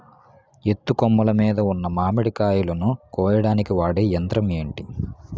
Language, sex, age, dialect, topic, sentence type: Telugu, male, 18-24, Utterandhra, agriculture, question